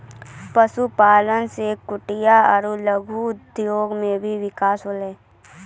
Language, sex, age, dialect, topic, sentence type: Maithili, female, 18-24, Angika, agriculture, statement